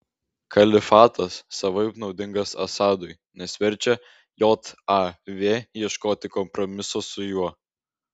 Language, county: Lithuanian, Vilnius